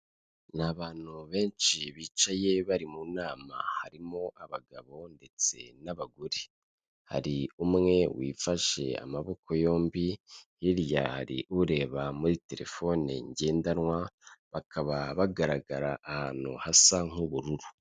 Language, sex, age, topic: Kinyarwanda, male, 25-35, government